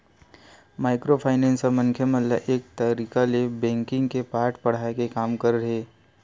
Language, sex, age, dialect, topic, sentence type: Chhattisgarhi, male, 18-24, Western/Budati/Khatahi, banking, statement